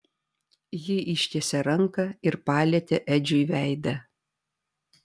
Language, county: Lithuanian, Vilnius